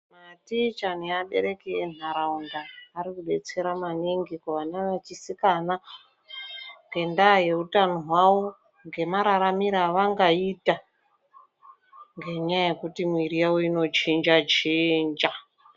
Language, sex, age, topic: Ndau, female, 25-35, health